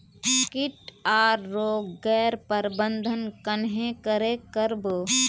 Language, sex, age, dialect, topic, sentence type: Magahi, female, 18-24, Northeastern/Surjapuri, agriculture, question